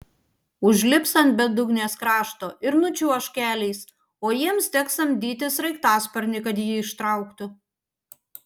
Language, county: Lithuanian, Panevėžys